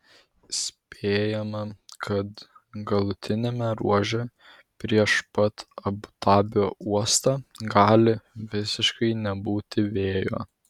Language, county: Lithuanian, Vilnius